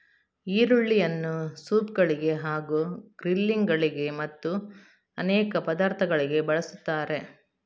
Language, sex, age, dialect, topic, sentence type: Kannada, female, 56-60, Coastal/Dakshin, agriculture, statement